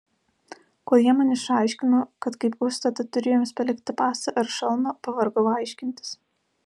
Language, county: Lithuanian, Alytus